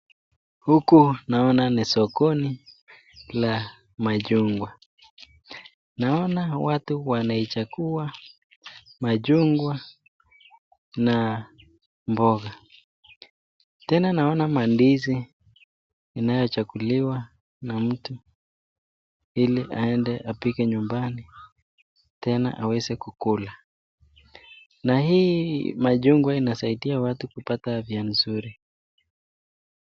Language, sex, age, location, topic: Swahili, male, 25-35, Nakuru, finance